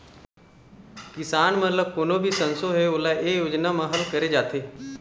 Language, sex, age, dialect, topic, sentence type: Chhattisgarhi, male, 25-30, Eastern, agriculture, statement